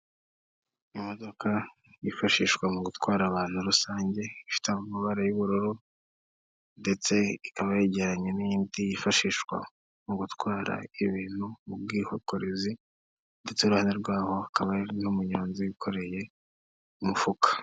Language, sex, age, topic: Kinyarwanda, female, 18-24, government